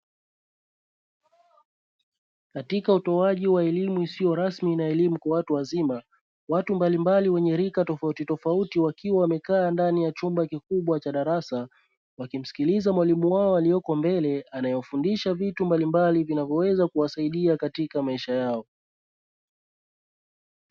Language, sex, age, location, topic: Swahili, male, 25-35, Dar es Salaam, education